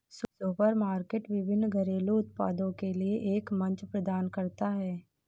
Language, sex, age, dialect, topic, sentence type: Hindi, female, 18-24, Awadhi Bundeli, agriculture, statement